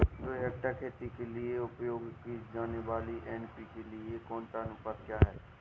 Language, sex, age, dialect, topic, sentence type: Hindi, male, 18-24, Awadhi Bundeli, agriculture, question